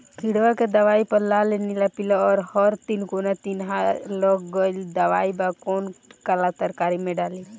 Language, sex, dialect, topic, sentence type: Bhojpuri, female, Northern, agriculture, question